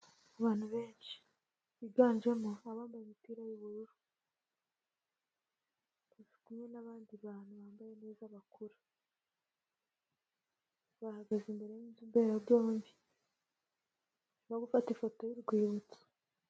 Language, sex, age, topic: Kinyarwanda, female, 18-24, health